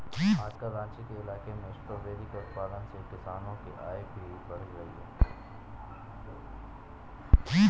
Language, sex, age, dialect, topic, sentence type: Hindi, male, 18-24, Garhwali, agriculture, statement